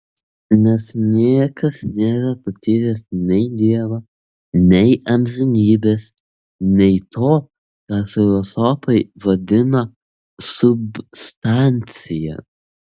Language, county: Lithuanian, Vilnius